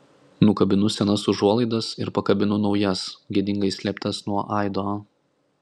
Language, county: Lithuanian, Klaipėda